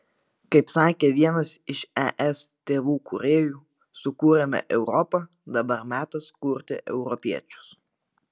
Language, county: Lithuanian, Vilnius